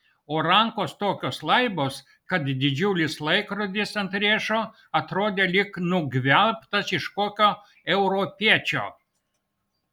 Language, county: Lithuanian, Vilnius